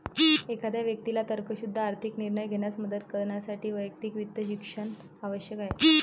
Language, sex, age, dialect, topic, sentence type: Marathi, female, 18-24, Varhadi, banking, statement